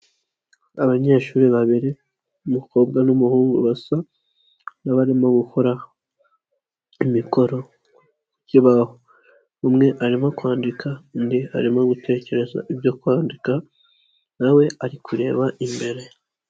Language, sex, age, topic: Kinyarwanda, male, 25-35, education